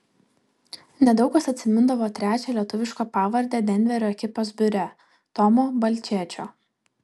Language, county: Lithuanian, Vilnius